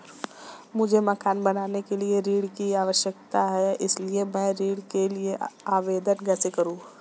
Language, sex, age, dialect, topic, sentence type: Hindi, male, 18-24, Marwari Dhudhari, banking, question